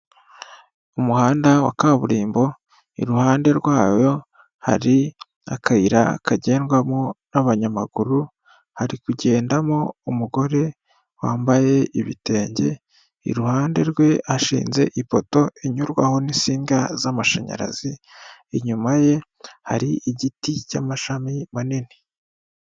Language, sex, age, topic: Kinyarwanda, male, 18-24, government